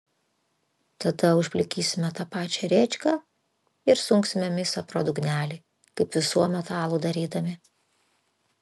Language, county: Lithuanian, Vilnius